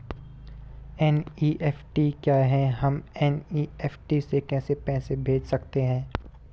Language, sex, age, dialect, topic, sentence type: Hindi, male, 18-24, Garhwali, banking, question